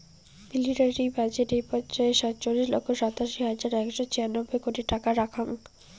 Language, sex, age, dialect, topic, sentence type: Bengali, female, 18-24, Rajbangshi, banking, statement